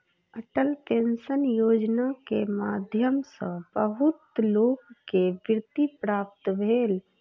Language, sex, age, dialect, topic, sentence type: Maithili, female, 36-40, Southern/Standard, banking, statement